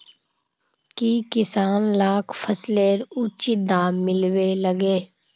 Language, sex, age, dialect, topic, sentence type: Magahi, female, 18-24, Northeastern/Surjapuri, agriculture, question